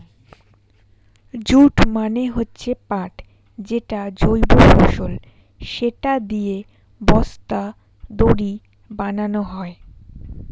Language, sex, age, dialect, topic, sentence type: Bengali, female, 25-30, Standard Colloquial, agriculture, statement